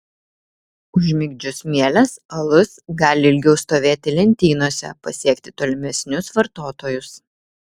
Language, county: Lithuanian, Vilnius